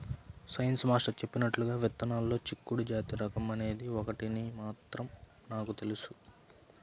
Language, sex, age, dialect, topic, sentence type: Telugu, male, 18-24, Central/Coastal, agriculture, statement